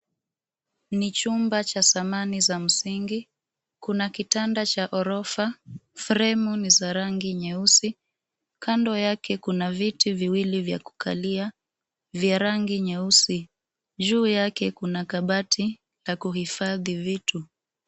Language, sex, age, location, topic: Swahili, female, 25-35, Nairobi, education